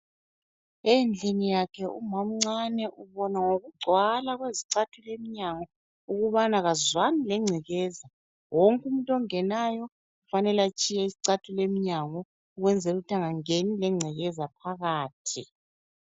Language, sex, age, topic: North Ndebele, female, 36-49, education